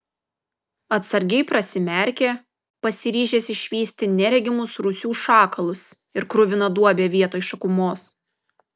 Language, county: Lithuanian, Kaunas